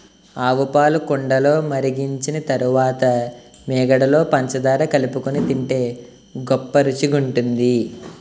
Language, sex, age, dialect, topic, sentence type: Telugu, male, 18-24, Utterandhra, agriculture, statement